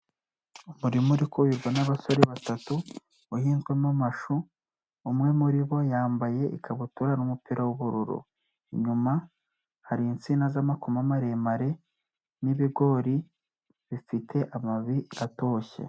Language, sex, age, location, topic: Kinyarwanda, male, 18-24, Nyagatare, agriculture